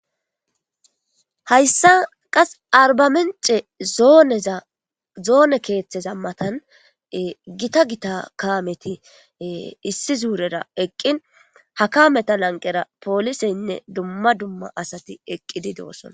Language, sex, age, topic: Gamo, male, 18-24, government